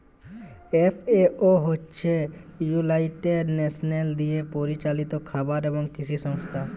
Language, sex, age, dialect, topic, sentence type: Bengali, male, 18-24, Jharkhandi, agriculture, statement